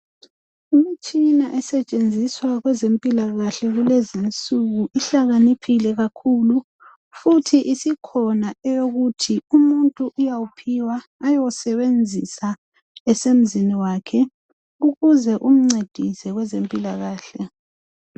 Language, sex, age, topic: North Ndebele, female, 25-35, health